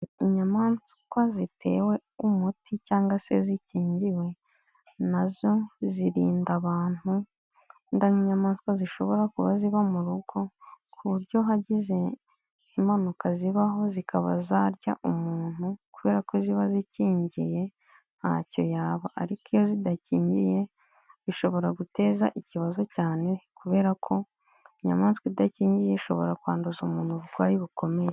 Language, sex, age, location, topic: Kinyarwanda, female, 18-24, Nyagatare, agriculture